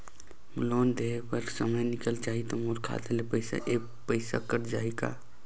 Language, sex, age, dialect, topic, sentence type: Chhattisgarhi, male, 18-24, Northern/Bhandar, banking, question